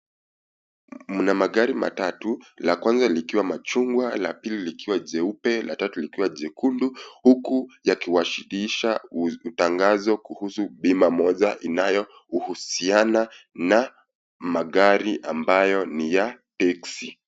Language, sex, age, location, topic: Swahili, male, 25-35, Kisii, finance